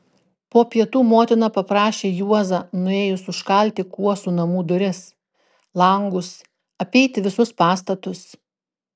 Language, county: Lithuanian, Klaipėda